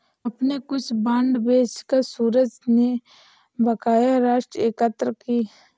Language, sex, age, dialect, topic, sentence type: Hindi, female, 18-24, Awadhi Bundeli, banking, statement